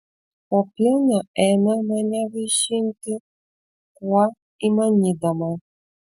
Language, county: Lithuanian, Vilnius